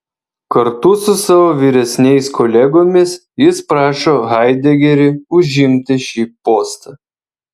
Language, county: Lithuanian, Vilnius